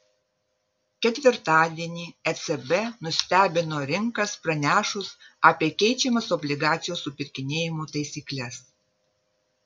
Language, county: Lithuanian, Vilnius